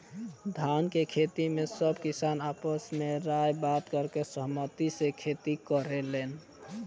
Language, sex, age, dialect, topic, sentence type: Bhojpuri, male, 18-24, Southern / Standard, agriculture, statement